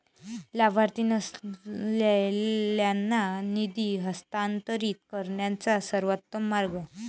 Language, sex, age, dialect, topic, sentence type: Marathi, female, 31-35, Varhadi, banking, statement